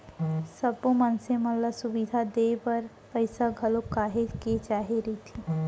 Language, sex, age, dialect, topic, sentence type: Chhattisgarhi, female, 60-100, Central, banking, statement